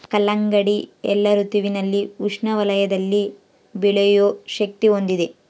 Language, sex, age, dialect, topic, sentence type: Kannada, female, 18-24, Central, agriculture, statement